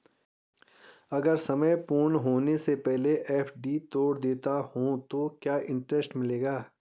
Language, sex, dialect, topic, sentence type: Hindi, male, Garhwali, banking, question